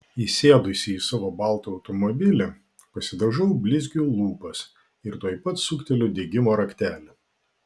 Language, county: Lithuanian, Vilnius